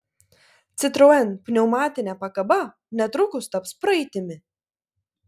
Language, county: Lithuanian, Klaipėda